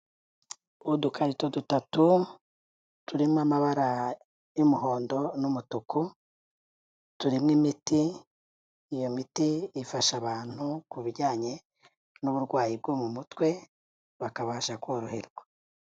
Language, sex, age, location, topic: Kinyarwanda, female, 36-49, Kigali, health